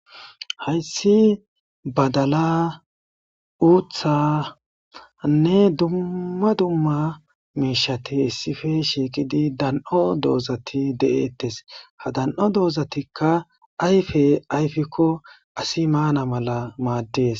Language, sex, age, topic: Gamo, male, 25-35, agriculture